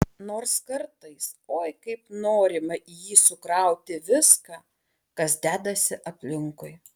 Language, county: Lithuanian, Alytus